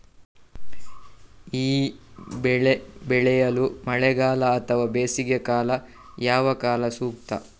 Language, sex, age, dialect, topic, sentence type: Kannada, male, 31-35, Coastal/Dakshin, agriculture, question